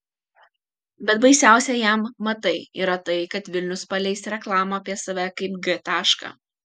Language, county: Lithuanian, Kaunas